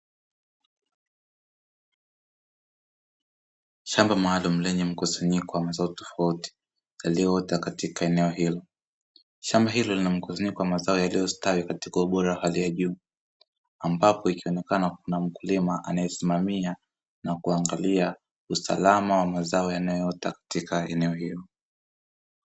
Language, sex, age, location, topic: Swahili, male, 18-24, Dar es Salaam, agriculture